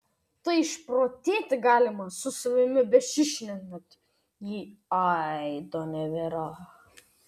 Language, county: Lithuanian, Vilnius